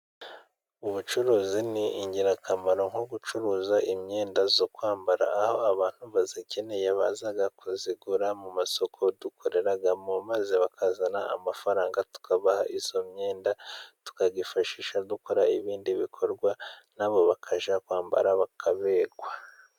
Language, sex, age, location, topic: Kinyarwanda, male, 36-49, Musanze, finance